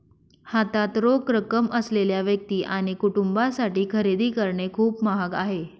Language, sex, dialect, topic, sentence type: Marathi, female, Northern Konkan, banking, statement